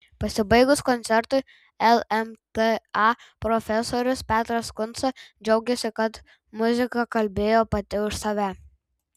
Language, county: Lithuanian, Tauragė